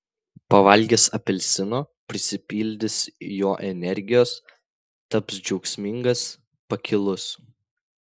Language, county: Lithuanian, Vilnius